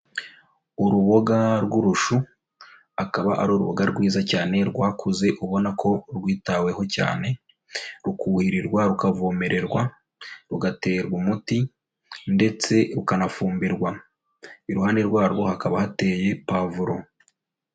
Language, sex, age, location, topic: Kinyarwanda, female, 25-35, Kigali, agriculture